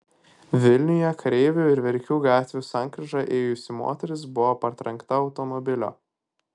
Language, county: Lithuanian, Kaunas